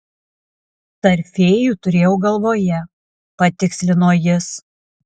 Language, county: Lithuanian, Alytus